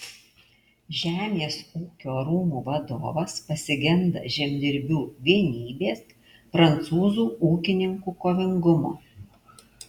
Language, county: Lithuanian, Alytus